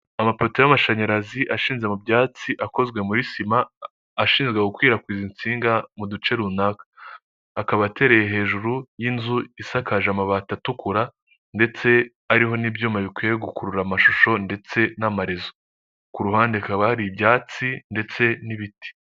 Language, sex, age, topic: Kinyarwanda, male, 18-24, government